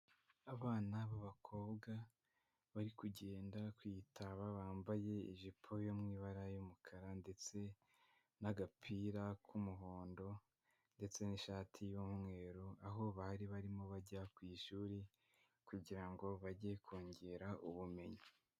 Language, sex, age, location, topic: Kinyarwanda, male, 18-24, Huye, education